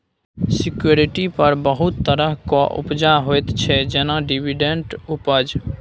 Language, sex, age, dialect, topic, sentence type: Maithili, male, 18-24, Bajjika, banking, statement